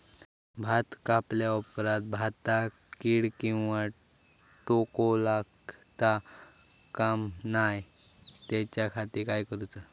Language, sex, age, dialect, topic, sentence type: Marathi, male, 18-24, Southern Konkan, agriculture, question